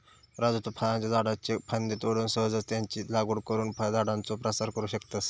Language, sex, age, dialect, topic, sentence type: Marathi, male, 18-24, Southern Konkan, agriculture, statement